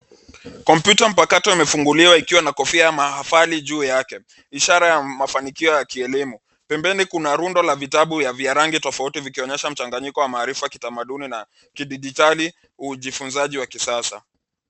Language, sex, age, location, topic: Swahili, male, 25-35, Nairobi, education